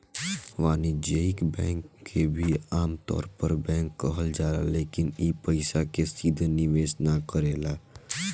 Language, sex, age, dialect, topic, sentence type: Bhojpuri, male, <18, Southern / Standard, banking, statement